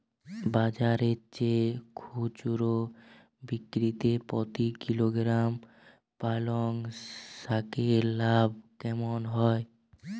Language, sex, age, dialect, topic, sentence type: Bengali, male, 18-24, Jharkhandi, agriculture, question